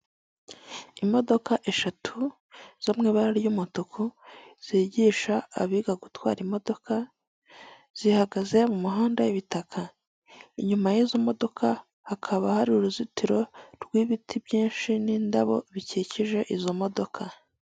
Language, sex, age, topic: Kinyarwanda, female, 25-35, government